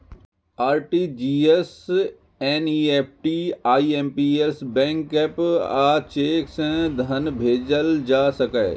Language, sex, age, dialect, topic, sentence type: Maithili, male, 31-35, Eastern / Thethi, banking, statement